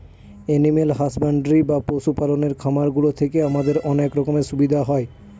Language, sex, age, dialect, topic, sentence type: Bengali, male, 18-24, Northern/Varendri, agriculture, statement